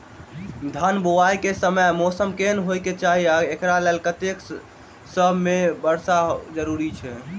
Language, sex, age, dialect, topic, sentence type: Maithili, male, 18-24, Southern/Standard, agriculture, question